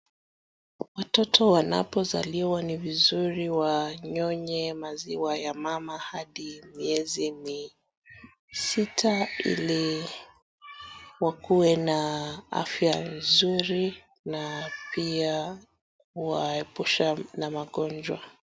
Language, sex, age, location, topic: Swahili, female, 25-35, Wajir, health